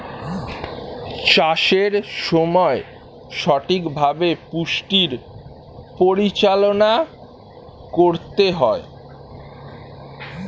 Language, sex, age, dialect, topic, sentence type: Bengali, male, <18, Standard Colloquial, agriculture, statement